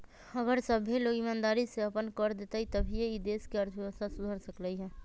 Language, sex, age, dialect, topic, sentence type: Magahi, female, 25-30, Western, banking, statement